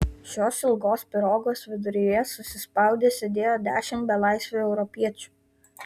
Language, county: Lithuanian, Kaunas